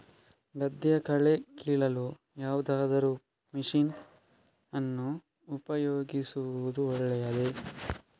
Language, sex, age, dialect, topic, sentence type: Kannada, male, 25-30, Coastal/Dakshin, agriculture, question